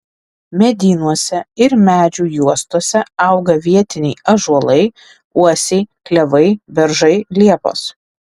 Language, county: Lithuanian, Alytus